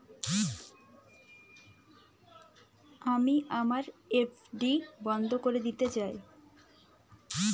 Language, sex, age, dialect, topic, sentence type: Bengali, female, 18-24, Jharkhandi, banking, statement